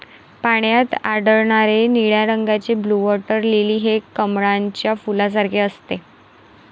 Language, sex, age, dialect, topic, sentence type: Marathi, female, 18-24, Varhadi, agriculture, statement